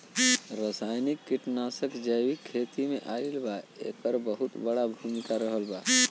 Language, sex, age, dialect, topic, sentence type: Bhojpuri, male, <18, Western, agriculture, statement